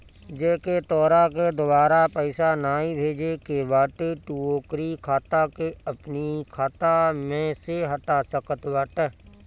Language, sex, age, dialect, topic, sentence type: Bhojpuri, male, 36-40, Northern, banking, statement